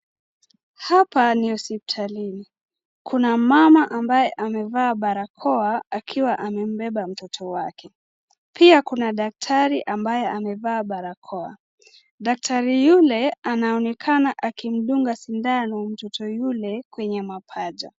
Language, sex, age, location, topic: Swahili, female, 25-35, Nakuru, health